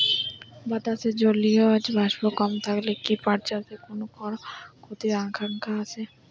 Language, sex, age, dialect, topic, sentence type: Bengali, female, 18-24, Jharkhandi, agriculture, question